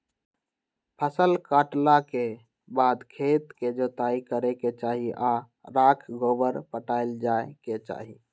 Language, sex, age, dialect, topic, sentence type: Magahi, male, 18-24, Western, agriculture, statement